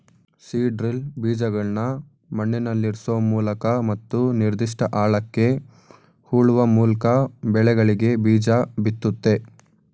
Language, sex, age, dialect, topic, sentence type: Kannada, male, 18-24, Mysore Kannada, agriculture, statement